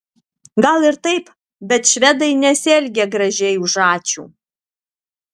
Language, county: Lithuanian, Alytus